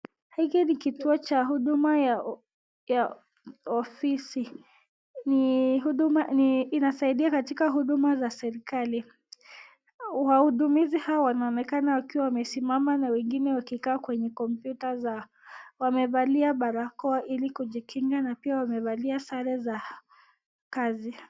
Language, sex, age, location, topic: Swahili, female, 18-24, Nakuru, government